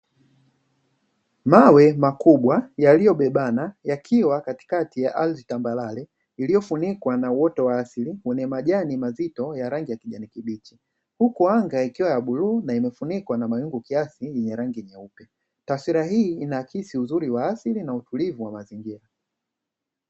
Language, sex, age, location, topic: Swahili, male, 25-35, Dar es Salaam, agriculture